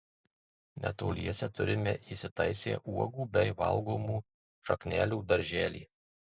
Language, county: Lithuanian, Marijampolė